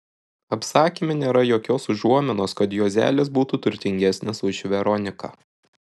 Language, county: Lithuanian, Šiauliai